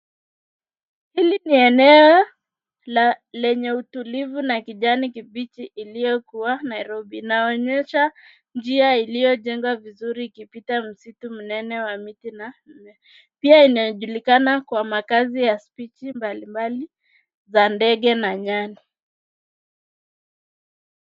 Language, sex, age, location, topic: Swahili, female, 25-35, Nairobi, government